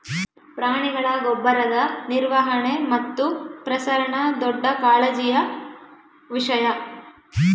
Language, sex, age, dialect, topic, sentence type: Kannada, female, 18-24, Central, agriculture, statement